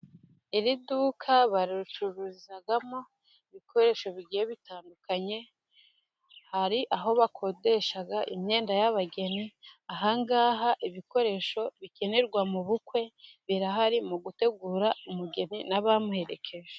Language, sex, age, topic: Kinyarwanda, female, 18-24, finance